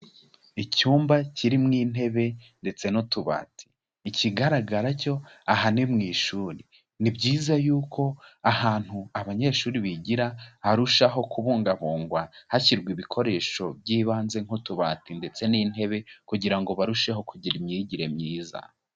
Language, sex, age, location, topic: Kinyarwanda, male, 18-24, Kigali, education